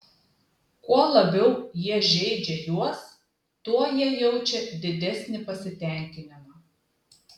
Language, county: Lithuanian, Klaipėda